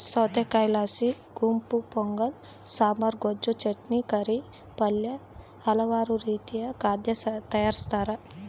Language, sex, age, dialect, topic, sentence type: Kannada, female, 25-30, Central, agriculture, statement